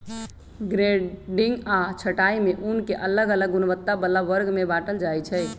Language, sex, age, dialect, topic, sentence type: Magahi, male, 18-24, Western, agriculture, statement